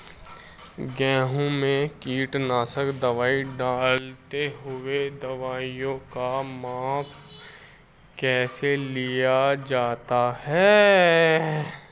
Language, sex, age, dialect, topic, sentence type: Hindi, male, 25-30, Hindustani Malvi Khadi Boli, agriculture, question